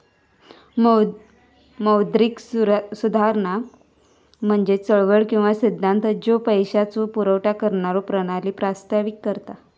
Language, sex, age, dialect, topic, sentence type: Marathi, female, 25-30, Southern Konkan, banking, statement